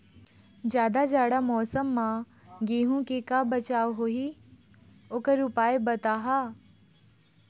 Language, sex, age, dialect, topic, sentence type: Chhattisgarhi, female, 25-30, Eastern, agriculture, question